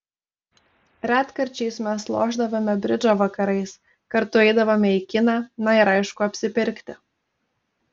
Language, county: Lithuanian, Telšiai